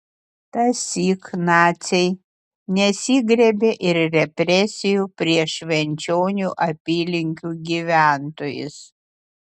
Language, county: Lithuanian, Utena